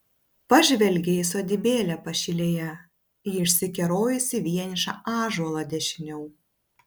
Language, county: Lithuanian, Vilnius